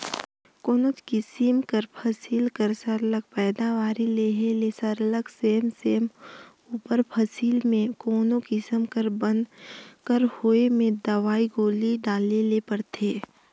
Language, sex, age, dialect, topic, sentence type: Chhattisgarhi, female, 18-24, Northern/Bhandar, agriculture, statement